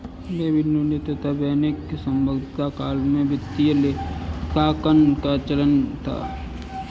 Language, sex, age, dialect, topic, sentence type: Hindi, male, 25-30, Kanauji Braj Bhasha, banking, statement